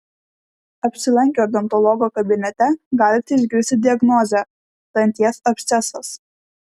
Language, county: Lithuanian, Klaipėda